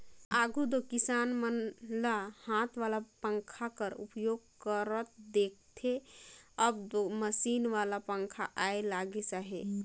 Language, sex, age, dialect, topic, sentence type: Chhattisgarhi, female, 18-24, Northern/Bhandar, agriculture, statement